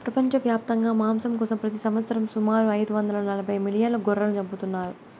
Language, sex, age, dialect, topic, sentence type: Telugu, female, 18-24, Southern, agriculture, statement